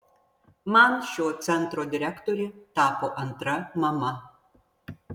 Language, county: Lithuanian, Vilnius